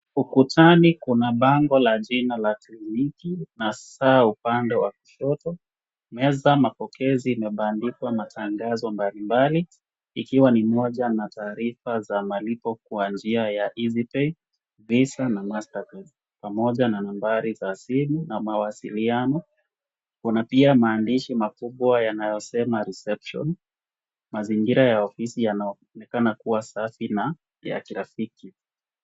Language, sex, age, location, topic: Swahili, male, 18-24, Wajir, health